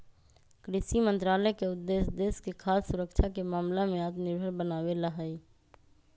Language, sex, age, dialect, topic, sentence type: Magahi, female, 31-35, Western, agriculture, statement